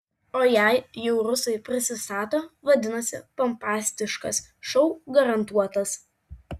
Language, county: Lithuanian, Vilnius